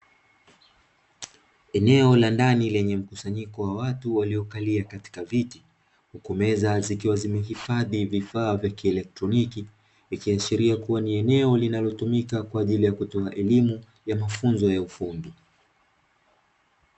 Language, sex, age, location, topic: Swahili, male, 18-24, Dar es Salaam, education